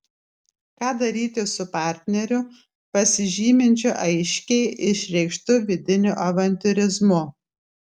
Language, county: Lithuanian, Klaipėda